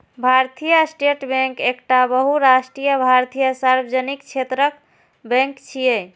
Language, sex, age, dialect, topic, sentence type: Maithili, female, 25-30, Eastern / Thethi, banking, statement